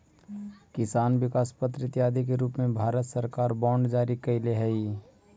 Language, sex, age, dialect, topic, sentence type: Magahi, male, 56-60, Central/Standard, banking, statement